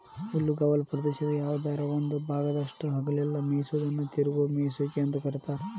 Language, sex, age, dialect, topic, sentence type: Kannada, male, 18-24, Dharwad Kannada, agriculture, statement